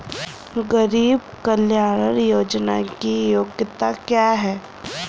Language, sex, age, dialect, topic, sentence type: Hindi, female, 31-35, Kanauji Braj Bhasha, banking, statement